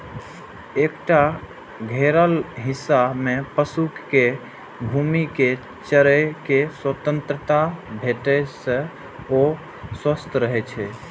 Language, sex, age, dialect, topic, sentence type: Maithili, male, 18-24, Eastern / Thethi, agriculture, statement